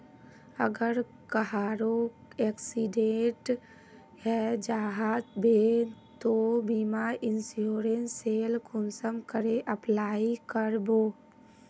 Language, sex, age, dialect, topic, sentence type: Magahi, female, 25-30, Northeastern/Surjapuri, banking, question